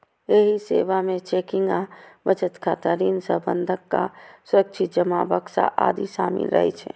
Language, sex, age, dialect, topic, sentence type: Maithili, female, 25-30, Eastern / Thethi, banking, statement